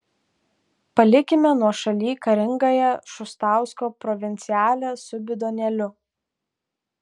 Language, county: Lithuanian, Tauragė